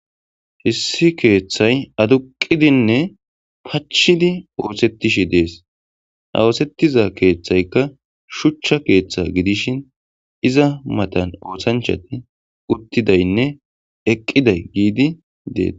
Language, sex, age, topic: Gamo, male, 18-24, government